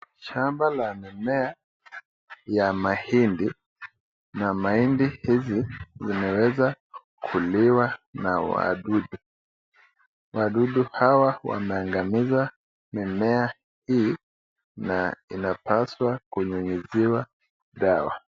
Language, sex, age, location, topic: Swahili, male, 25-35, Nakuru, agriculture